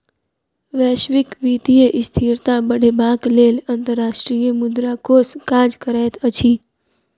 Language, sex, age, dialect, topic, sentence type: Maithili, female, 41-45, Southern/Standard, banking, statement